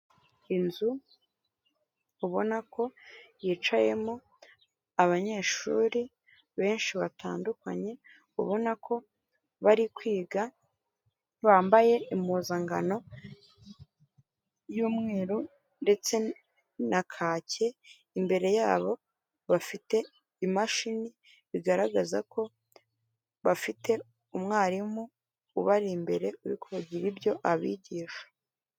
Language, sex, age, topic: Kinyarwanda, female, 18-24, government